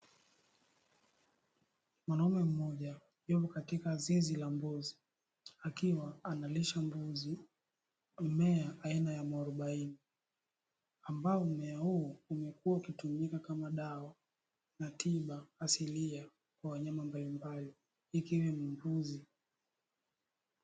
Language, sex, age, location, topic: Swahili, male, 18-24, Dar es Salaam, agriculture